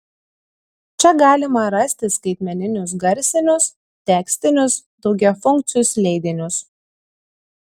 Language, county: Lithuanian, Kaunas